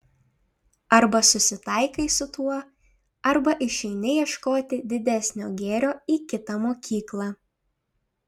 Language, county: Lithuanian, Šiauliai